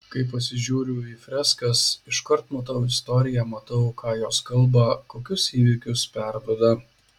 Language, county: Lithuanian, Šiauliai